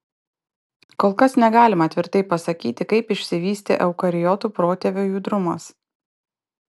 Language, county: Lithuanian, Panevėžys